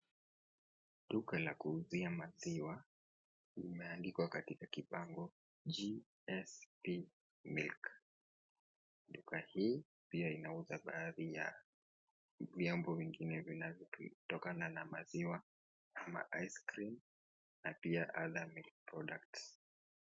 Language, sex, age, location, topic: Swahili, male, 18-24, Kisii, finance